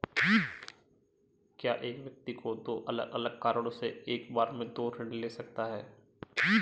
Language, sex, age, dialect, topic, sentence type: Hindi, male, 25-30, Marwari Dhudhari, banking, question